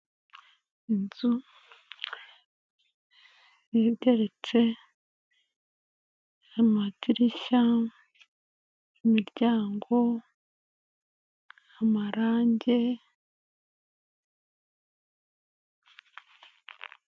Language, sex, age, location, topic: Kinyarwanda, female, 36-49, Kigali, finance